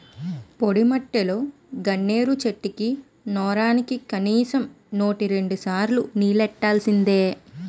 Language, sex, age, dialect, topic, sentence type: Telugu, female, 25-30, Utterandhra, agriculture, statement